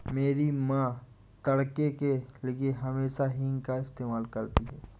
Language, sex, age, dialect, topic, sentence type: Hindi, male, 25-30, Awadhi Bundeli, agriculture, statement